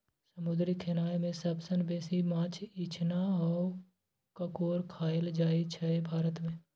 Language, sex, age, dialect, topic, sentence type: Maithili, male, 18-24, Bajjika, agriculture, statement